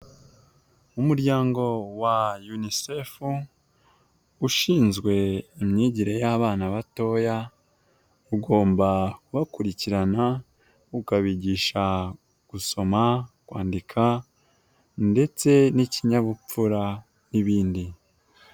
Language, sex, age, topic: Kinyarwanda, male, 18-24, health